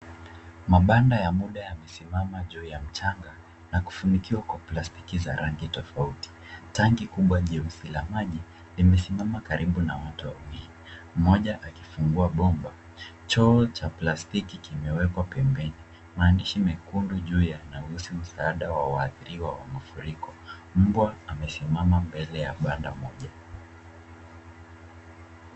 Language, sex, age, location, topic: Swahili, male, 25-35, Nairobi, health